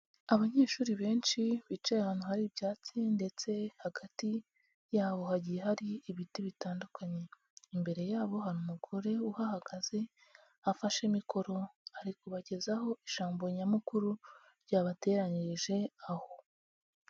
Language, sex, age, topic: Kinyarwanda, male, 25-35, education